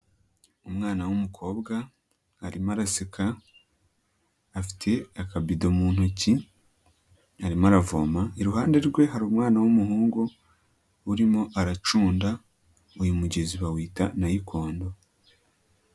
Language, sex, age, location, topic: Kinyarwanda, male, 18-24, Huye, health